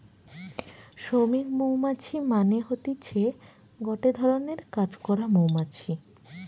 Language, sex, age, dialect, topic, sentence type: Bengali, female, 25-30, Western, agriculture, statement